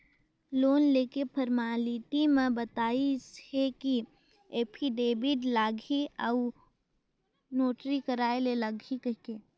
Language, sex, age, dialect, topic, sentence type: Chhattisgarhi, female, 18-24, Northern/Bhandar, banking, statement